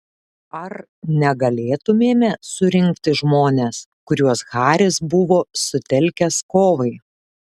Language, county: Lithuanian, Šiauliai